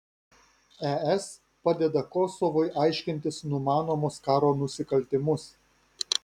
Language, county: Lithuanian, Vilnius